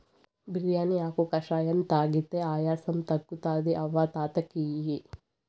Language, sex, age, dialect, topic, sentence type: Telugu, male, 25-30, Southern, agriculture, statement